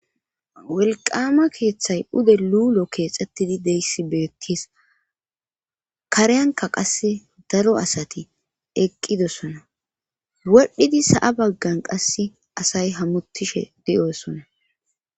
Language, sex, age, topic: Gamo, female, 25-35, government